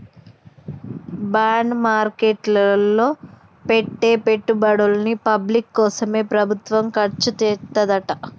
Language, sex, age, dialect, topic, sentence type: Telugu, female, 31-35, Telangana, banking, statement